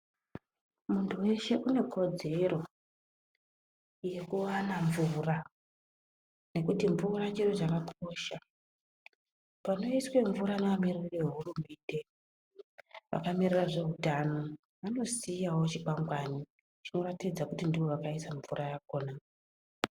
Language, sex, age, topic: Ndau, male, 25-35, health